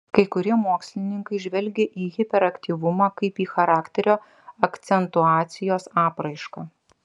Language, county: Lithuanian, Vilnius